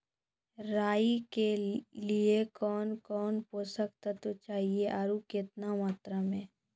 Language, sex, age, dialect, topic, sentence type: Maithili, female, 18-24, Angika, agriculture, question